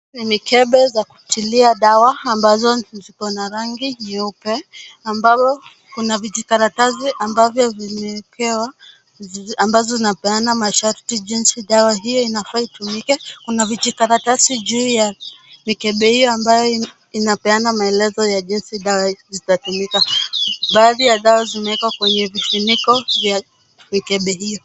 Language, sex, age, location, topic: Swahili, female, 18-24, Kisumu, health